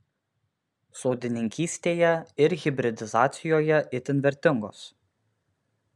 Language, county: Lithuanian, Alytus